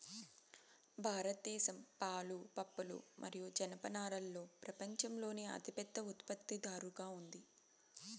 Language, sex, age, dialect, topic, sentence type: Telugu, female, 31-35, Southern, agriculture, statement